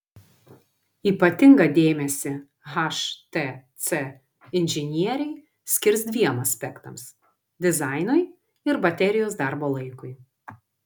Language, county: Lithuanian, Vilnius